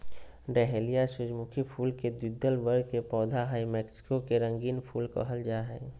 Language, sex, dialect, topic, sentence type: Magahi, male, Southern, agriculture, statement